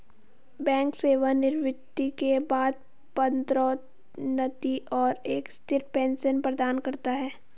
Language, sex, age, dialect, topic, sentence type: Hindi, female, 51-55, Hindustani Malvi Khadi Boli, banking, statement